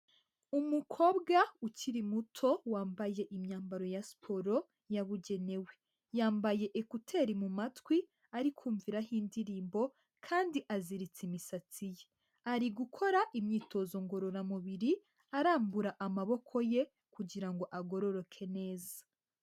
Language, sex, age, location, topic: Kinyarwanda, female, 18-24, Huye, health